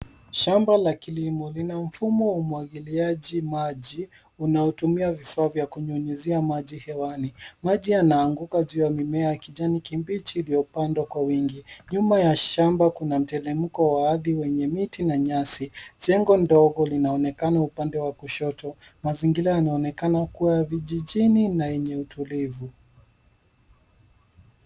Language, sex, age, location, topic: Swahili, male, 18-24, Nairobi, agriculture